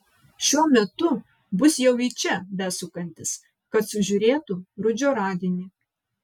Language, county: Lithuanian, Vilnius